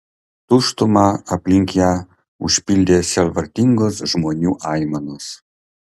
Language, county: Lithuanian, Kaunas